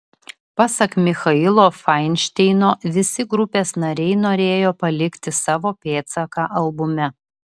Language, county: Lithuanian, Vilnius